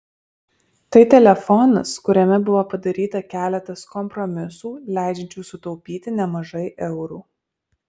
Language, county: Lithuanian, Alytus